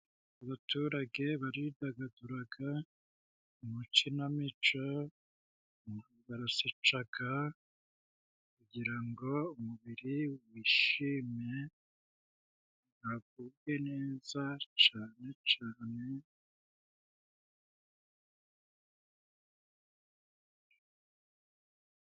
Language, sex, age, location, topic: Kinyarwanda, male, 36-49, Musanze, government